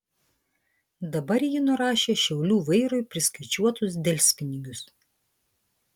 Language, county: Lithuanian, Vilnius